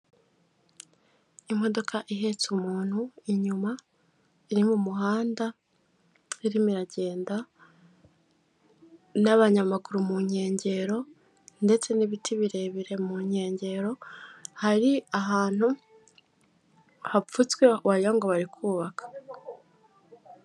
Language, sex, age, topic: Kinyarwanda, female, 18-24, government